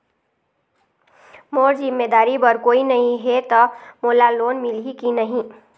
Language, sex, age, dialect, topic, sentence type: Chhattisgarhi, female, 51-55, Eastern, banking, question